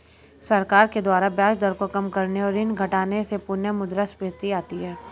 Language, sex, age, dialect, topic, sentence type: Hindi, female, 25-30, Hindustani Malvi Khadi Boli, banking, statement